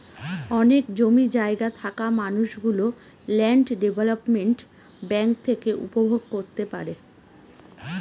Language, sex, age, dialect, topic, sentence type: Bengali, female, 36-40, Northern/Varendri, banking, statement